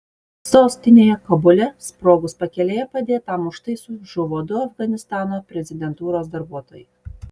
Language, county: Lithuanian, Utena